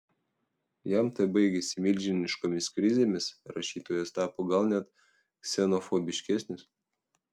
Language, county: Lithuanian, Telšiai